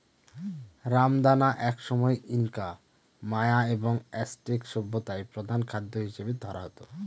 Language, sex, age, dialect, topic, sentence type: Bengali, male, 25-30, Northern/Varendri, agriculture, statement